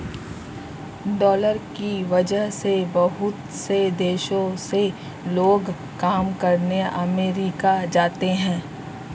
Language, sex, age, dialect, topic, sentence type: Hindi, female, 36-40, Marwari Dhudhari, banking, statement